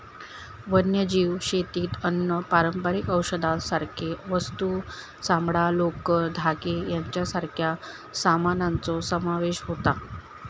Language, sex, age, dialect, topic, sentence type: Marathi, female, 25-30, Southern Konkan, agriculture, statement